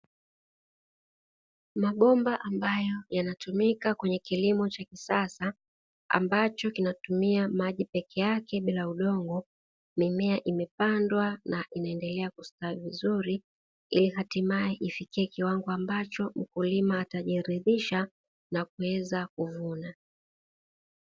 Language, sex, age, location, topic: Swahili, female, 36-49, Dar es Salaam, agriculture